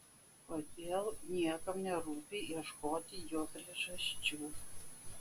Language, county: Lithuanian, Vilnius